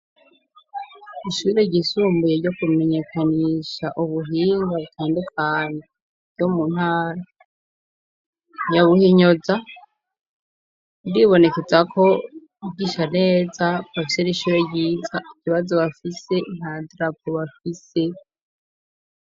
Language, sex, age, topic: Rundi, female, 25-35, education